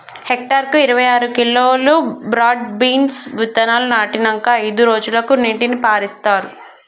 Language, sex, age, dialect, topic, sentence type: Telugu, male, 25-30, Telangana, agriculture, statement